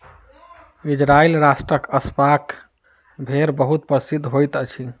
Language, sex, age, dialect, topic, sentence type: Maithili, male, 25-30, Southern/Standard, agriculture, statement